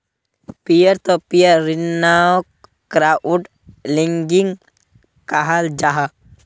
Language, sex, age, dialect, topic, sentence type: Magahi, male, 18-24, Northeastern/Surjapuri, banking, statement